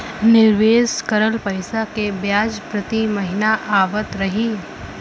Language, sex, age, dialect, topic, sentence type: Bhojpuri, female, <18, Western, banking, question